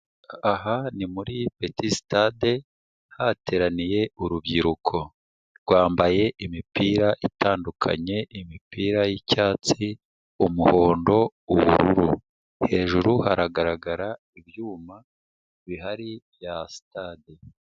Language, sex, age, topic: Kinyarwanda, male, 36-49, government